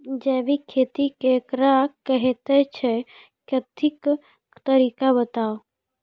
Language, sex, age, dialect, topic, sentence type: Maithili, female, 18-24, Angika, agriculture, question